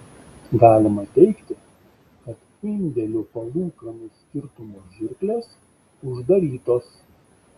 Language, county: Lithuanian, Šiauliai